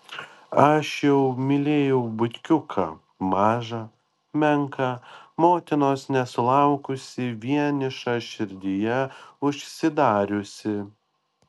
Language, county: Lithuanian, Panevėžys